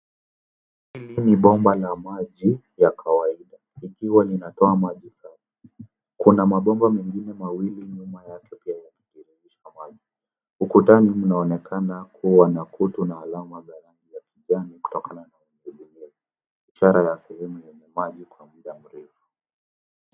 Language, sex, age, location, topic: Swahili, male, 18-24, Nairobi, government